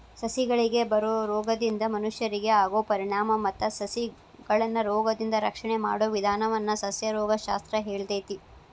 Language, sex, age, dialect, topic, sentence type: Kannada, female, 25-30, Dharwad Kannada, agriculture, statement